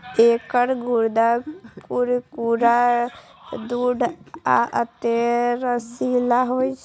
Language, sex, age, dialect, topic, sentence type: Maithili, female, 18-24, Eastern / Thethi, agriculture, statement